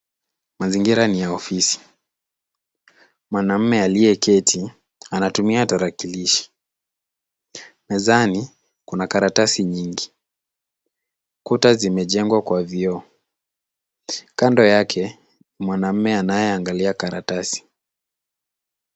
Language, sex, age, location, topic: Swahili, male, 18-24, Kisumu, government